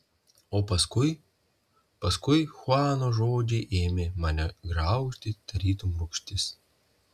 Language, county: Lithuanian, Telšiai